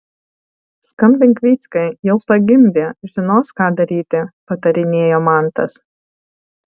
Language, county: Lithuanian, Alytus